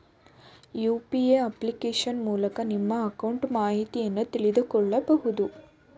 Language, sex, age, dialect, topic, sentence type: Kannada, female, 18-24, Mysore Kannada, banking, statement